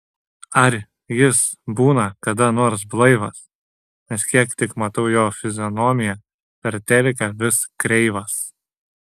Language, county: Lithuanian, Šiauliai